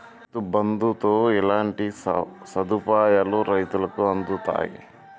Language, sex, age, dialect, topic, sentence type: Telugu, male, 31-35, Telangana, agriculture, question